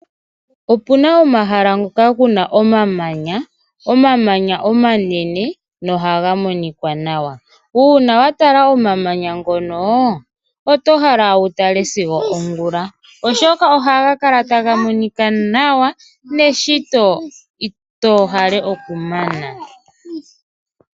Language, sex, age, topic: Oshiwambo, male, 25-35, agriculture